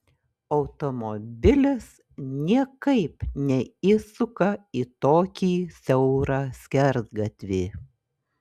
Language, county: Lithuanian, Šiauliai